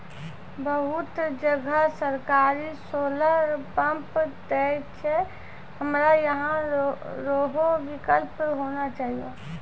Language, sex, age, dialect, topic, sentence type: Maithili, female, 25-30, Angika, agriculture, question